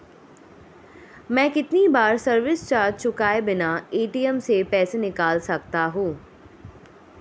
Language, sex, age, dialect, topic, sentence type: Hindi, female, 25-30, Marwari Dhudhari, banking, question